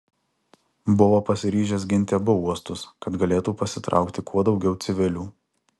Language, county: Lithuanian, Alytus